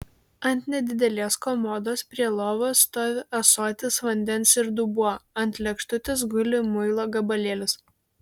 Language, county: Lithuanian, Šiauliai